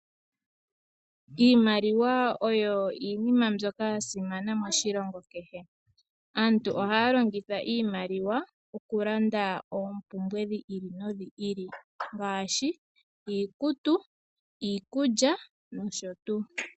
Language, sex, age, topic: Oshiwambo, female, 18-24, finance